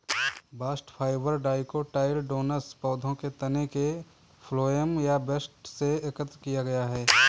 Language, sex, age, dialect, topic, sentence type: Hindi, male, 25-30, Kanauji Braj Bhasha, agriculture, statement